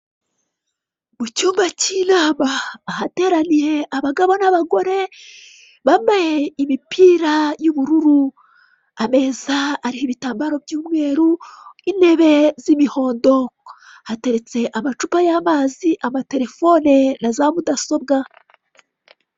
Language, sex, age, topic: Kinyarwanda, female, 36-49, government